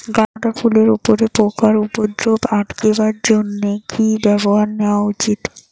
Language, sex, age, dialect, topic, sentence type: Bengali, female, 18-24, Rajbangshi, agriculture, question